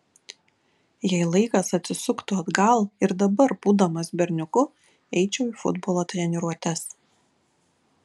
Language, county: Lithuanian, Kaunas